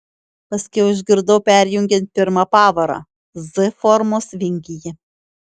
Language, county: Lithuanian, Šiauliai